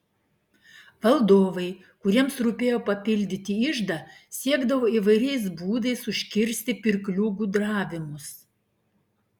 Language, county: Lithuanian, Klaipėda